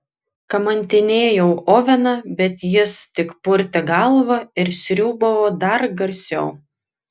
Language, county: Lithuanian, Klaipėda